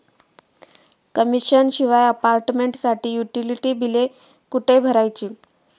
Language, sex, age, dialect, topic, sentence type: Marathi, female, 25-30, Standard Marathi, banking, question